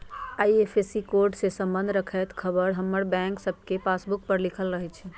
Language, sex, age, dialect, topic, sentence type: Magahi, female, 51-55, Western, banking, statement